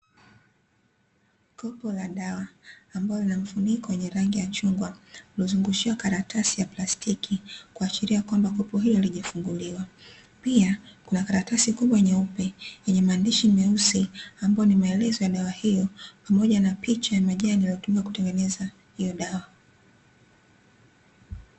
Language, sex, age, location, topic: Swahili, female, 18-24, Dar es Salaam, health